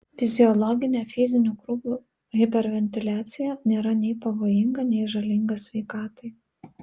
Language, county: Lithuanian, Vilnius